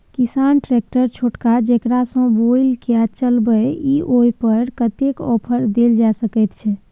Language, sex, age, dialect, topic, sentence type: Maithili, female, 18-24, Bajjika, agriculture, question